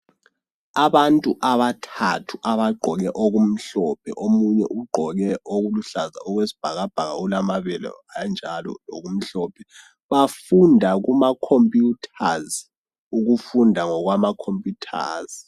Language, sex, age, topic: North Ndebele, male, 18-24, education